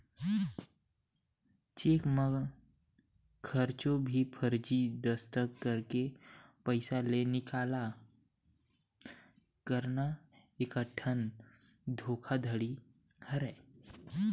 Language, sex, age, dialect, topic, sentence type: Chhattisgarhi, male, 60-100, Western/Budati/Khatahi, banking, statement